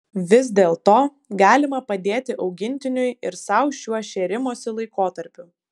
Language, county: Lithuanian, Vilnius